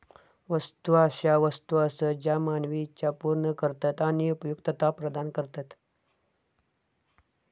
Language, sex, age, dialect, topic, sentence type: Marathi, male, 25-30, Southern Konkan, banking, statement